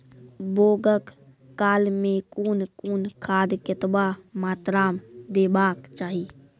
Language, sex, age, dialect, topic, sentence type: Maithili, female, 31-35, Angika, agriculture, question